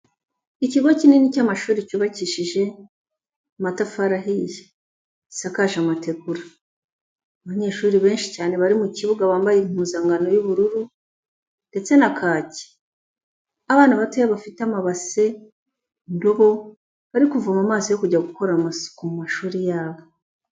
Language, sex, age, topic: Kinyarwanda, female, 25-35, education